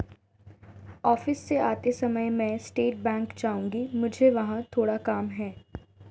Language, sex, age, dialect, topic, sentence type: Hindi, female, 18-24, Marwari Dhudhari, banking, statement